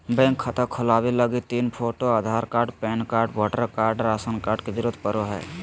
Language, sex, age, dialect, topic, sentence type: Magahi, male, 18-24, Southern, banking, statement